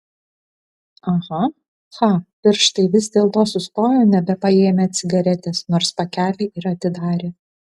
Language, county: Lithuanian, Kaunas